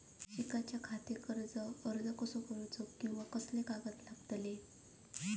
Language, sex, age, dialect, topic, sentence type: Marathi, female, 18-24, Southern Konkan, banking, question